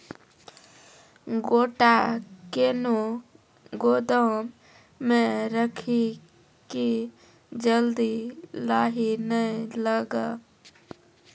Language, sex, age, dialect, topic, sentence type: Maithili, female, 25-30, Angika, agriculture, question